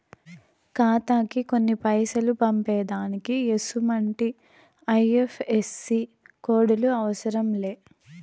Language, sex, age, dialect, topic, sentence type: Telugu, female, 18-24, Southern, banking, statement